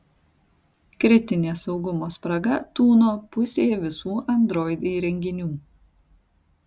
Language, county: Lithuanian, Tauragė